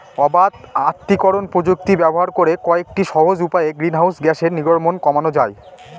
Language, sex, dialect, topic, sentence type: Bengali, male, Northern/Varendri, agriculture, statement